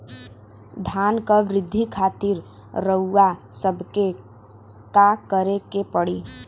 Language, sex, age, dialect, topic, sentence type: Bhojpuri, female, 18-24, Western, agriculture, question